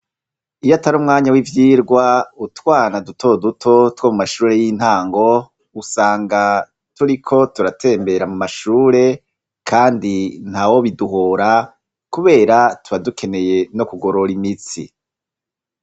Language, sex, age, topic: Rundi, male, 36-49, education